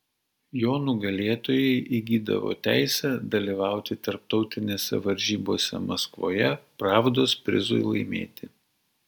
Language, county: Lithuanian, Vilnius